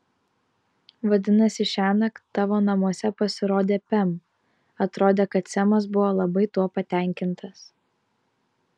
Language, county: Lithuanian, Vilnius